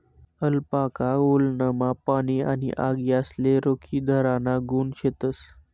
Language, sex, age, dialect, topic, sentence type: Marathi, male, 18-24, Northern Konkan, agriculture, statement